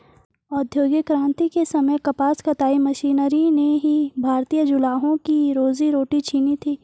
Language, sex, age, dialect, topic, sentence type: Hindi, female, 51-55, Garhwali, agriculture, statement